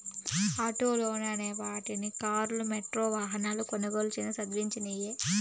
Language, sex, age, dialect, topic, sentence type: Telugu, female, 25-30, Southern, banking, statement